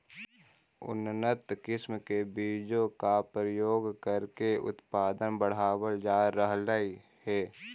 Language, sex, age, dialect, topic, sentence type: Magahi, male, 18-24, Central/Standard, agriculture, statement